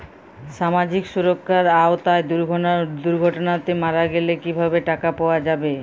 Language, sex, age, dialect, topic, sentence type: Bengali, female, 31-35, Jharkhandi, banking, question